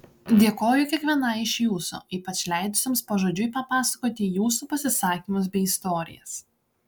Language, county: Lithuanian, Klaipėda